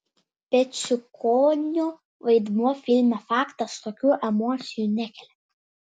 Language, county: Lithuanian, Vilnius